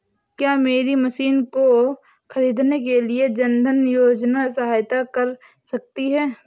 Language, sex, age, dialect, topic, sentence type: Hindi, female, 18-24, Awadhi Bundeli, agriculture, question